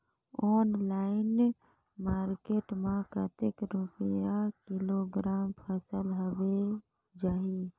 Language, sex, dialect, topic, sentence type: Chhattisgarhi, female, Northern/Bhandar, agriculture, question